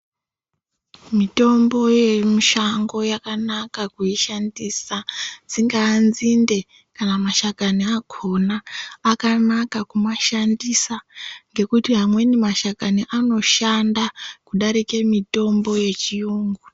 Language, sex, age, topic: Ndau, female, 18-24, health